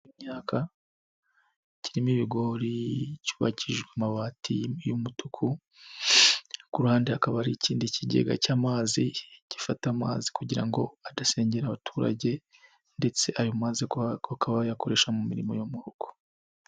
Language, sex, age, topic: Kinyarwanda, male, 25-35, government